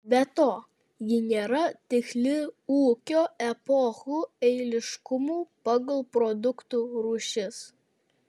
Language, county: Lithuanian, Kaunas